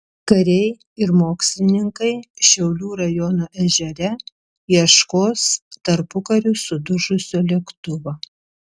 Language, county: Lithuanian, Vilnius